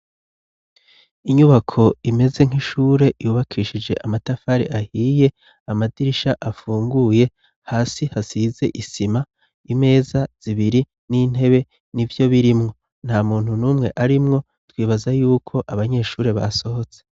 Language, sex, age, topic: Rundi, male, 36-49, education